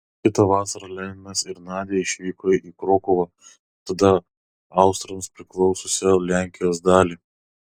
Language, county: Lithuanian, Kaunas